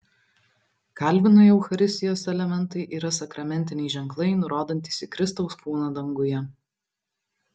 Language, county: Lithuanian, Vilnius